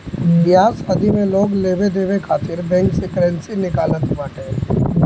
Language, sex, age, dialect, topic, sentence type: Bhojpuri, male, 31-35, Northern, banking, statement